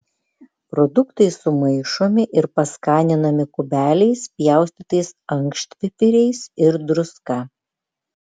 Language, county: Lithuanian, Vilnius